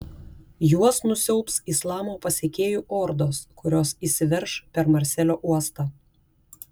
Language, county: Lithuanian, Klaipėda